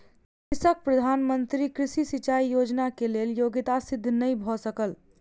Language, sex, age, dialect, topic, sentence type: Maithili, female, 41-45, Southern/Standard, agriculture, statement